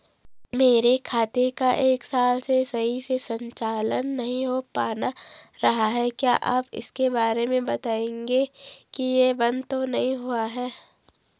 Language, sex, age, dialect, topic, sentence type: Hindi, female, 18-24, Garhwali, banking, question